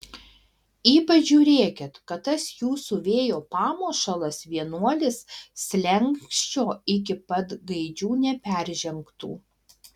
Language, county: Lithuanian, Alytus